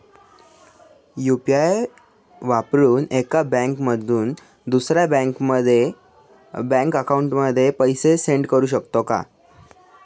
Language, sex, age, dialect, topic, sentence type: Marathi, male, 18-24, Standard Marathi, banking, question